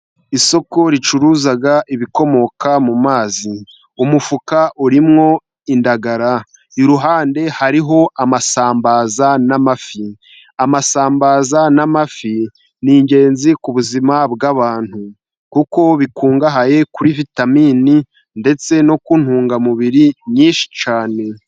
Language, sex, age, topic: Kinyarwanda, male, 25-35, finance